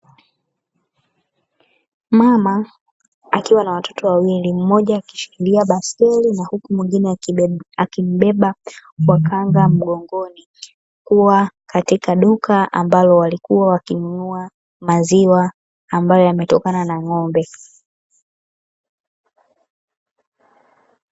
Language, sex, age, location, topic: Swahili, female, 18-24, Dar es Salaam, finance